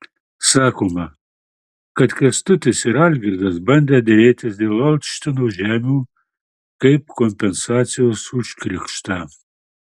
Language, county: Lithuanian, Marijampolė